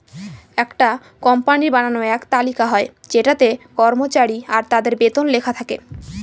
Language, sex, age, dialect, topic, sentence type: Bengali, female, 18-24, Northern/Varendri, banking, statement